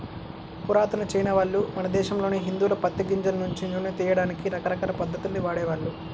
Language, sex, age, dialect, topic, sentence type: Telugu, male, 18-24, Central/Coastal, agriculture, statement